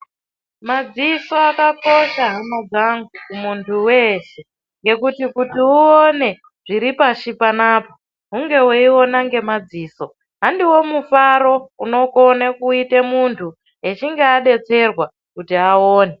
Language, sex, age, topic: Ndau, female, 18-24, health